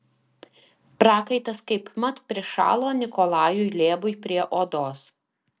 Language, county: Lithuanian, Alytus